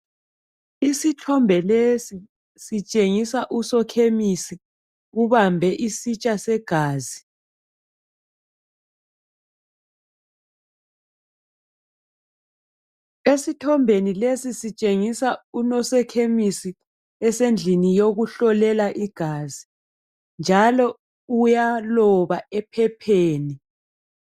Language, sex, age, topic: North Ndebele, female, 36-49, health